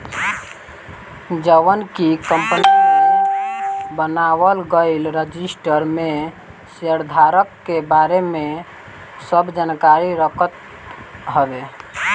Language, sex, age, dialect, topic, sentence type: Bhojpuri, male, 18-24, Northern, banking, statement